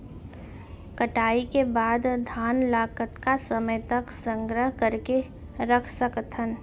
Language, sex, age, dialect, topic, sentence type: Chhattisgarhi, female, 25-30, Central, agriculture, question